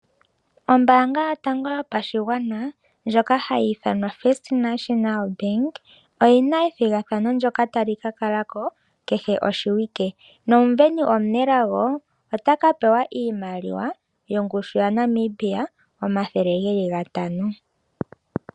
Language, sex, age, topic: Oshiwambo, female, 36-49, finance